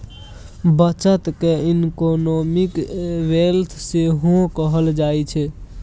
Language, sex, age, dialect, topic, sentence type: Maithili, male, 18-24, Bajjika, banking, statement